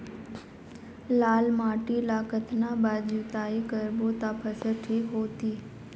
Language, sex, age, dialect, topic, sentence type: Chhattisgarhi, female, 51-55, Northern/Bhandar, agriculture, question